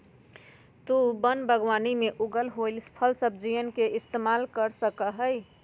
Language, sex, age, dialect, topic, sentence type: Magahi, female, 51-55, Western, agriculture, statement